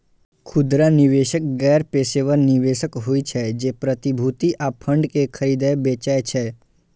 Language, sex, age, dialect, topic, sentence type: Maithili, male, 51-55, Eastern / Thethi, banking, statement